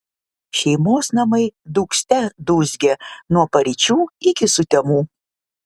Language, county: Lithuanian, Vilnius